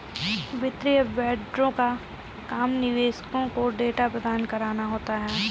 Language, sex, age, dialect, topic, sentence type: Hindi, female, 60-100, Kanauji Braj Bhasha, banking, statement